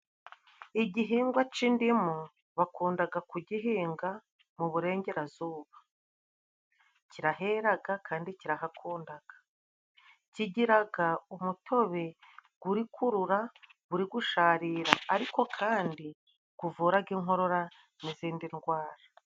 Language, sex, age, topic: Kinyarwanda, female, 36-49, agriculture